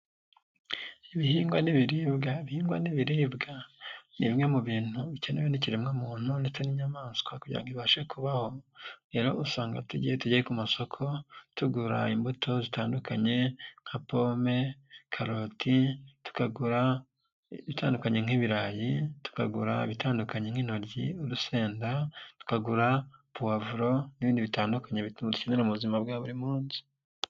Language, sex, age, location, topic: Kinyarwanda, male, 25-35, Nyagatare, agriculture